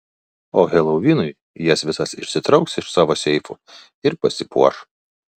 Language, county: Lithuanian, Vilnius